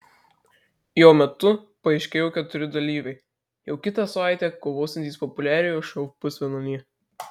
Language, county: Lithuanian, Marijampolė